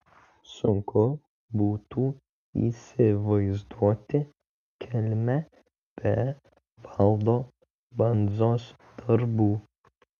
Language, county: Lithuanian, Vilnius